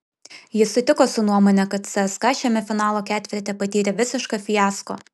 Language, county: Lithuanian, Vilnius